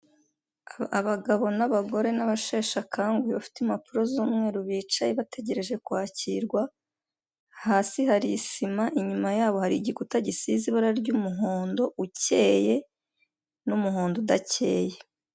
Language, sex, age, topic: Kinyarwanda, female, 25-35, finance